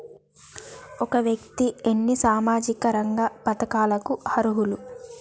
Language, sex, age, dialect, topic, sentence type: Telugu, female, 25-30, Telangana, banking, question